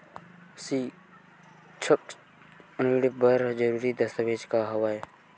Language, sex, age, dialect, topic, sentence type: Chhattisgarhi, male, 18-24, Western/Budati/Khatahi, banking, question